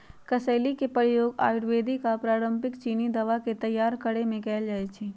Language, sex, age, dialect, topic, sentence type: Magahi, female, 31-35, Western, agriculture, statement